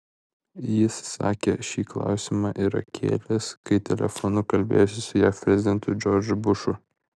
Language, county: Lithuanian, Vilnius